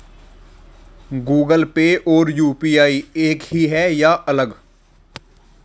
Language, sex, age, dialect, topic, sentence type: Hindi, male, 18-24, Marwari Dhudhari, banking, question